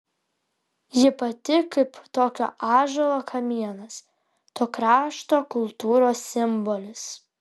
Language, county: Lithuanian, Vilnius